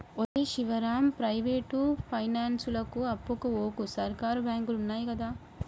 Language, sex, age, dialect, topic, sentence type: Telugu, male, 18-24, Telangana, banking, statement